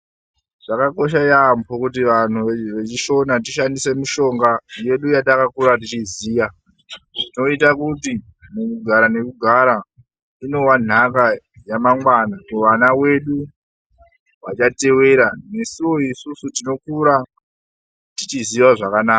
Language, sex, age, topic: Ndau, male, 18-24, health